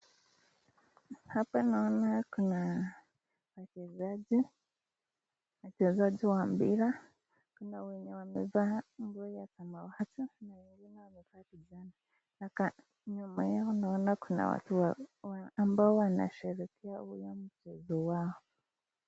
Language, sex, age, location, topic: Swahili, female, 18-24, Nakuru, government